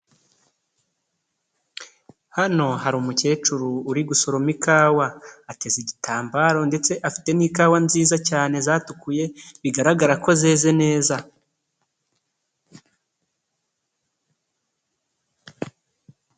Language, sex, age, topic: Kinyarwanda, male, 25-35, agriculture